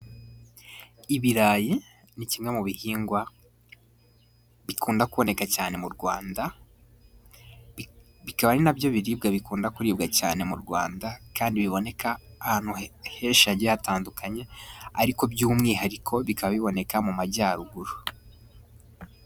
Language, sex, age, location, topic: Kinyarwanda, male, 18-24, Musanze, agriculture